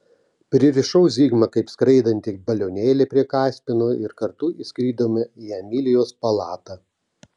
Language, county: Lithuanian, Telšiai